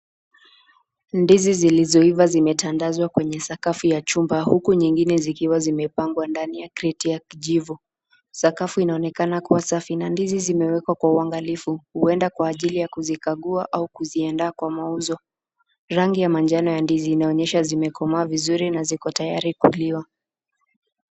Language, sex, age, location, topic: Swahili, female, 18-24, Nakuru, agriculture